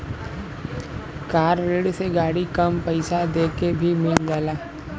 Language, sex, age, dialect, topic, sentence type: Bhojpuri, male, 25-30, Western, banking, statement